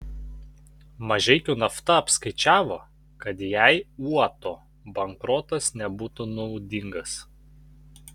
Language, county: Lithuanian, Panevėžys